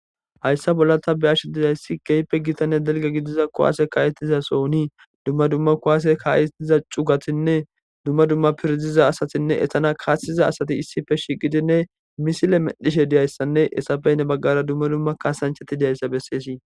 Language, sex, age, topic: Gamo, male, 18-24, government